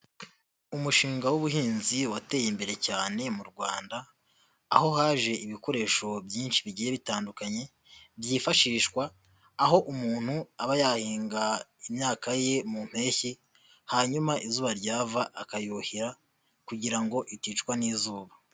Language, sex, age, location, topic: Kinyarwanda, male, 50+, Nyagatare, agriculture